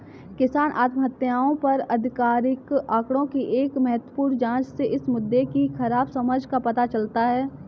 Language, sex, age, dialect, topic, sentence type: Hindi, female, 18-24, Kanauji Braj Bhasha, agriculture, statement